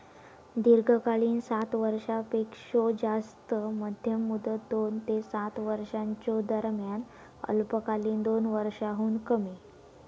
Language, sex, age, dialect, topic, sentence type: Marathi, female, 18-24, Southern Konkan, banking, statement